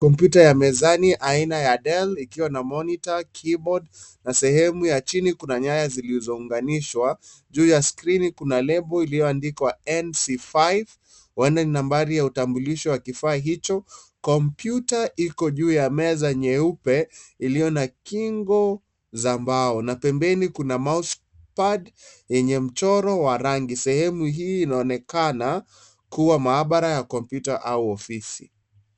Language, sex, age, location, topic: Swahili, male, 25-35, Kisii, education